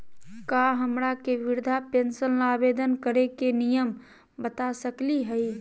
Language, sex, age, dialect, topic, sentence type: Magahi, male, 25-30, Southern, banking, question